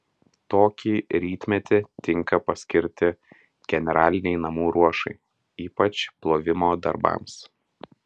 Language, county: Lithuanian, Klaipėda